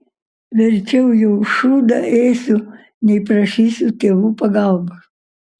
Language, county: Lithuanian, Kaunas